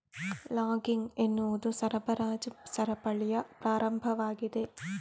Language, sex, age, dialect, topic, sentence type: Kannada, female, 18-24, Coastal/Dakshin, agriculture, statement